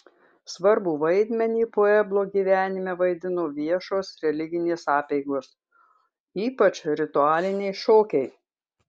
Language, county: Lithuanian, Kaunas